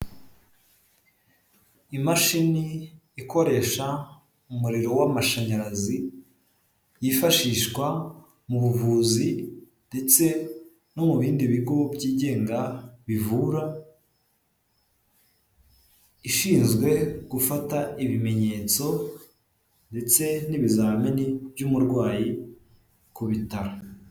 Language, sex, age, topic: Kinyarwanda, male, 18-24, health